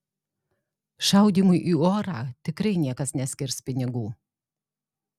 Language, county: Lithuanian, Alytus